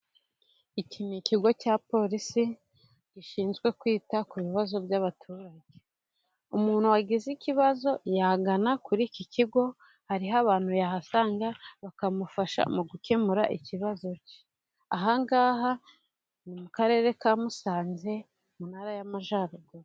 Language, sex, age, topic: Kinyarwanda, female, 18-24, government